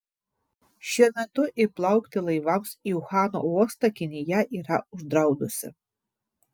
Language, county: Lithuanian, Vilnius